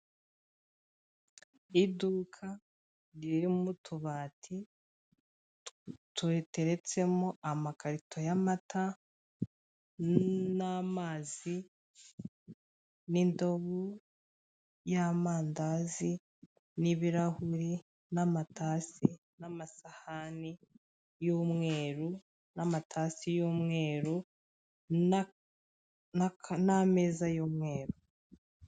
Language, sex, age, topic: Kinyarwanda, female, 25-35, finance